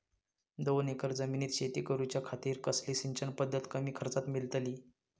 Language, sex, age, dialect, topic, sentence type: Marathi, male, 31-35, Southern Konkan, agriculture, question